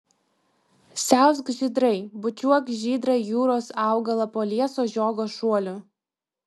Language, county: Lithuanian, Vilnius